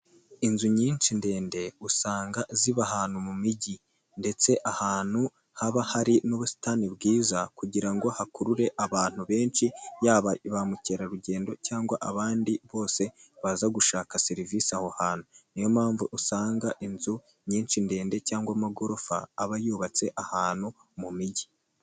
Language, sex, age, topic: Kinyarwanda, male, 18-24, health